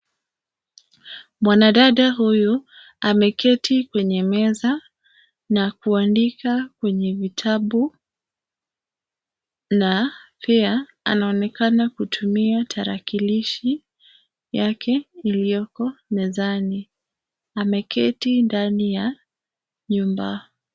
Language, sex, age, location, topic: Swahili, female, 25-35, Nairobi, education